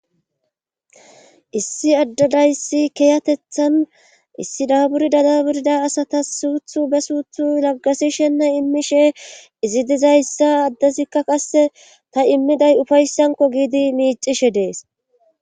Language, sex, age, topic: Gamo, female, 25-35, government